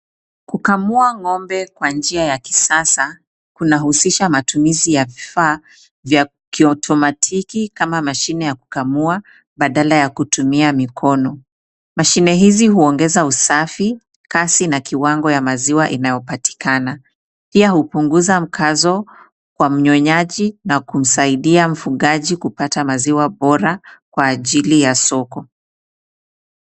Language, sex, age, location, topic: Swahili, female, 36-49, Kisumu, agriculture